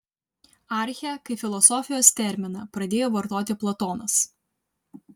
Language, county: Lithuanian, Vilnius